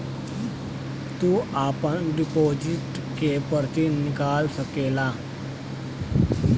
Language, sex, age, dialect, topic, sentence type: Bhojpuri, male, 60-100, Western, banking, statement